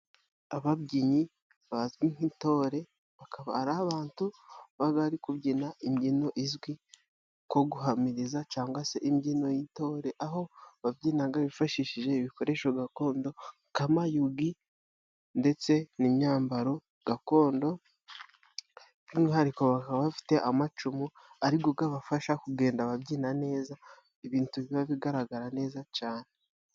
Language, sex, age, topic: Kinyarwanda, male, 18-24, government